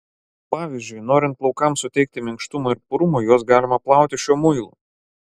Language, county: Lithuanian, Klaipėda